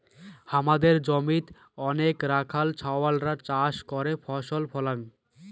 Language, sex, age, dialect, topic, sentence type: Bengali, male, 18-24, Rajbangshi, agriculture, statement